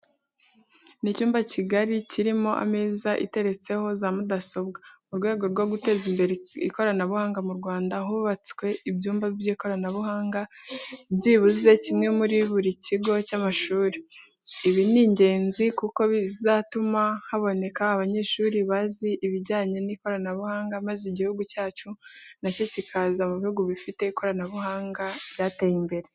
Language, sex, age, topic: Kinyarwanda, female, 18-24, education